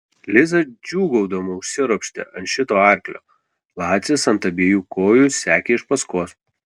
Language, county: Lithuanian, Kaunas